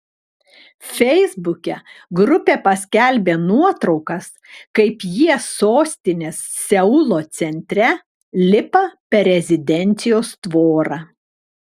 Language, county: Lithuanian, Klaipėda